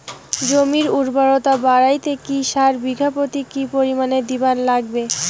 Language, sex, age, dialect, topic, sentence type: Bengali, female, 18-24, Rajbangshi, agriculture, question